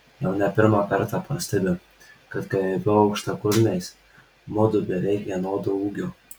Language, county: Lithuanian, Marijampolė